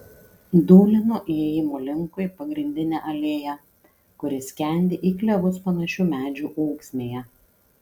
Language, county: Lithuanian, Kaunas